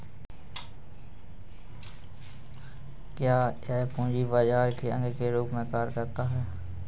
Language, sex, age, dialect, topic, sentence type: Hindi, male, 18-24, Awadhi Bundeli, banking, question